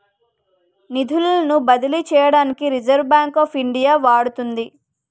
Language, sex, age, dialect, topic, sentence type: Telugu, female, 18-24, Utterandhra, banking, statement